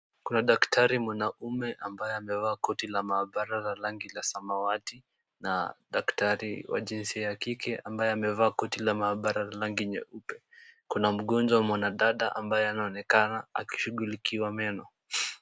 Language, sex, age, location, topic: Swahili, male, 18-24, Kisii, health